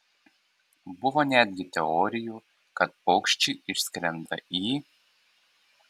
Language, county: Lithuanian, Panevėžys